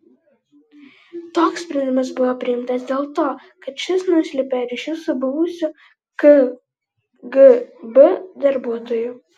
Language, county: Lithuanian, Klaipėda